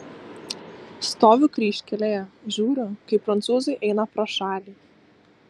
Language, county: Lithuanian, Alytus